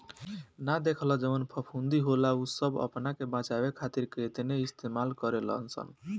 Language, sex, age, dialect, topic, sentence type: Bhojpuri, male, 18-24, Southern / Standard, agriculture, statement